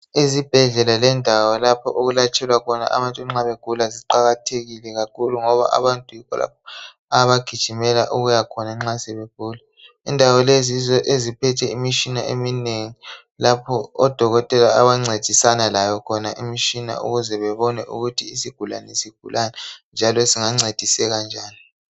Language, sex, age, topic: North Ndebele, male, 18-24, health